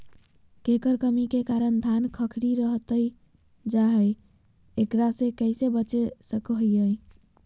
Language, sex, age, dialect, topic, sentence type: Magahi, female, 25-30, Southern, agriculture, question